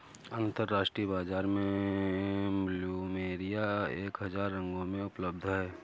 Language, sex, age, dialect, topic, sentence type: Hindi, male, 56-60, Awadhi Bundeli, agriculture, statement